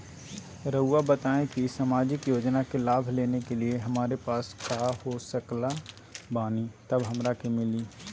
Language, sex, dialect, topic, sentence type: Magahi, male, Southern, banking, question